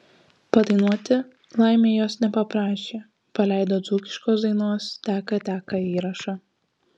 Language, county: Lithuanian, Kaunas